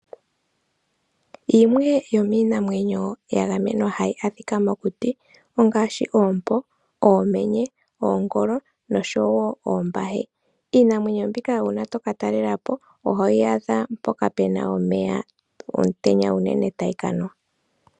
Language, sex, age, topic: Oshiwambo, female, 25-35, agriculture